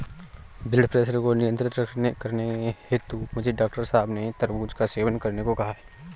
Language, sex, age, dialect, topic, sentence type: Hindi, male, 31-35, Awadhi Bundeli, agriculture, statement